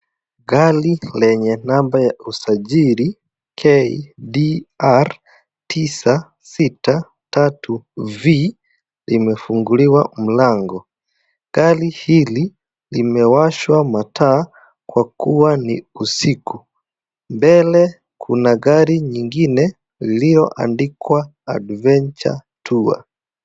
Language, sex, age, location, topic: Swahili, male, 25-35, Kisii, finance